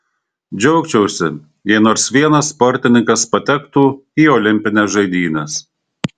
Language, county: Lithuanian, Šiauliai